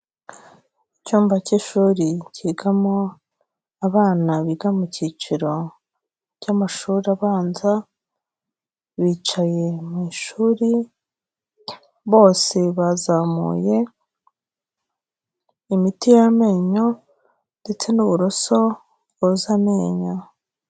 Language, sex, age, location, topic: Kinyarwanda, female, 36-49, Kigali, health